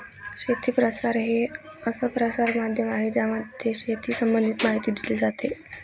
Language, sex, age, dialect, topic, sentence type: Marathi, female, 18-24, Northern Konkan, agriculture, statement